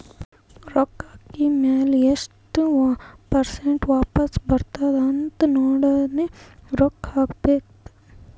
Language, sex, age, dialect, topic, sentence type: Kannada, female, 18-24, Northeastern, banking, statement